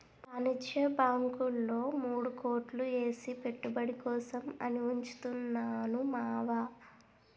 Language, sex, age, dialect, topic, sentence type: Telugu, female, 25-30, Utterandhra, banking, statement